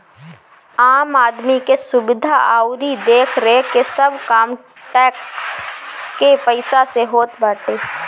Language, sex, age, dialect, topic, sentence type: Bhojpuri, female, 25-30, Northern, banking, statement